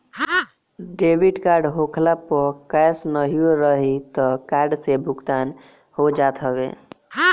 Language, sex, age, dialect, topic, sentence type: Bhojpuri, male, <18, Northern, banking, statement